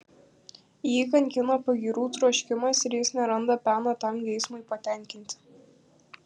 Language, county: Lithuanian, Kaunas